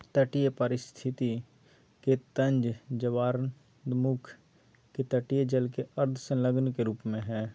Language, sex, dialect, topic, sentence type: Magahi, male, Southern, agriculture, statement